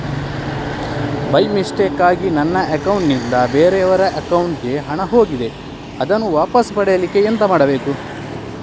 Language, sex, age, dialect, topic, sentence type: Kannada, male, 18-24, Coastal/Dakshin, banking, question